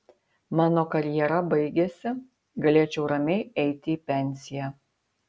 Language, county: Lithuanian, Utena